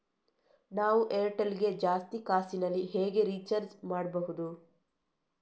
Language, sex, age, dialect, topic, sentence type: Kannada, female, 31-35, Coastal/Dakshin, banking, question